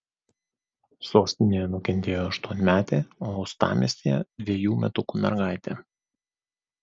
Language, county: Lithuanian, Vilnius